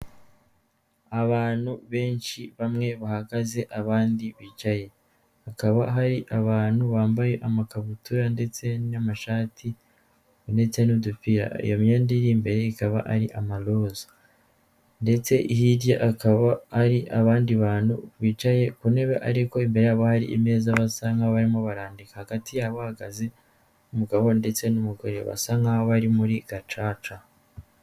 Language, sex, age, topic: Kinyarwanda, female, 18-24, government